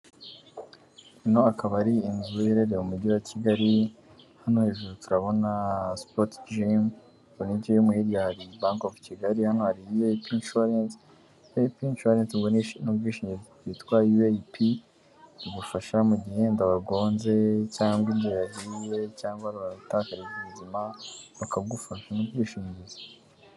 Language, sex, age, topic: Kinyarwanda, male, 18-24, finance